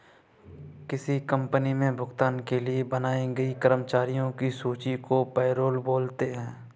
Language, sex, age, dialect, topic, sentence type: Hindi, male, 18-24, Kanauji Braj Bhasha, banking, statement